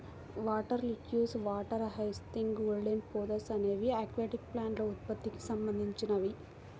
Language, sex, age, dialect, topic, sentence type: Telugu, female, 18-24, Central/Coastal, agriculture, statement